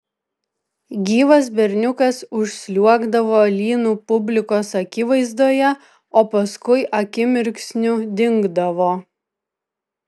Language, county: Lithuanian, Vilnius